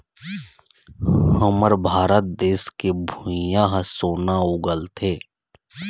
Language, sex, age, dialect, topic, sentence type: Chhattisgarhi, male, 31-35, Eastern, agriculture, statement